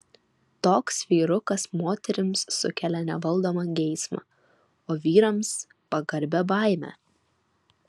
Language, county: Lithuanian, Alytus